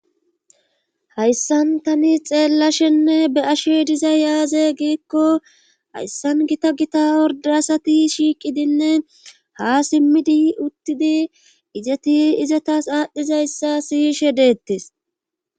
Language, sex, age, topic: Gamo, female, 25-35, government